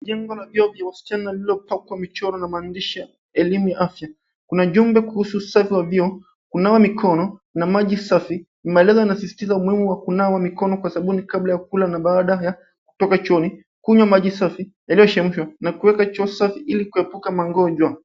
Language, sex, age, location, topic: Swahili, male, 25-35, Nairobi, health